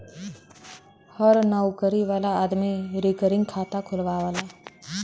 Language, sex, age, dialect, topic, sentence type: Bhojpuri, female, 36-40, Western, banking, statement